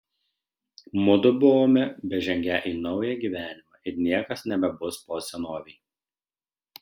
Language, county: Lithuanian, Šiauliai